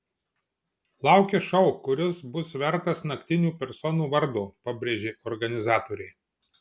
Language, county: Lithuanian, Marijampolė